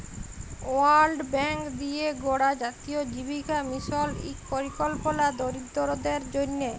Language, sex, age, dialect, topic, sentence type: Bengali, female, 25-30, Jharkhandi, banking, statement